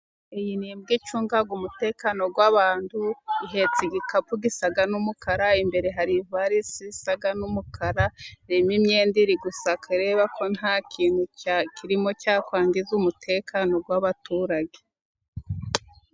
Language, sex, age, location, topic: Kinyarwanda, female, 36-49, Musanze, government